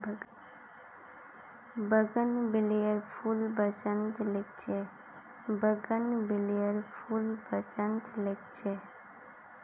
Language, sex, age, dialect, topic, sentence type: Magahi, female, 18-24, Northeastern/Surjapuri, agriculture, statement